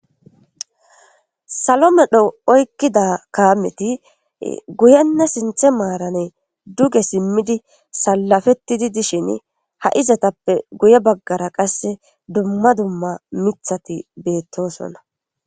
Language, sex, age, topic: Gamo, female, 18-24, government